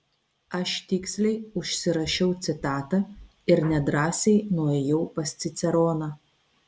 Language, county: Lithuanian, Vilnius